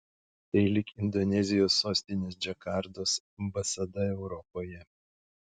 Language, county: Lithuanian, Šiauliai